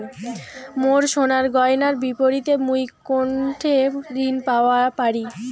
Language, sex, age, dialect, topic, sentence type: Bengali, female, 18-24, Rajbangshi, banking, statement